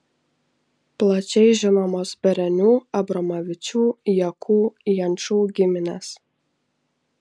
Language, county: Lithuanian, Šiauliai